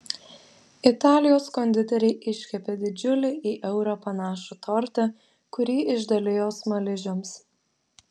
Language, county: Lithuanian, Vilnius